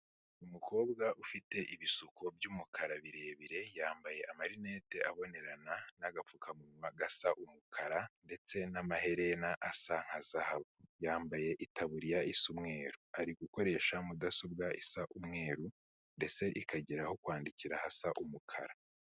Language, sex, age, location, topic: Kinyarwanda, male, 25-35, Kigali, health